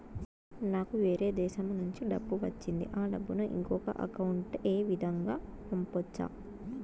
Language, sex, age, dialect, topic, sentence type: Telugu, female, 18-24, Southern, banking, question